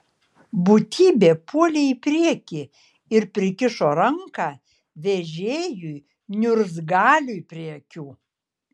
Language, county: Lithuanian, Kaunas